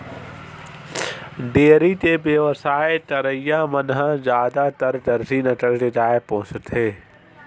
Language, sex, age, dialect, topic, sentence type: Chhattisgarhi, male, 18-24, Western/Budati/Khatahi, agriculture, statement